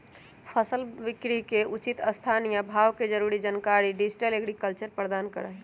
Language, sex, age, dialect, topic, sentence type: Magahi, female, 18-24, Western, agriculture, statement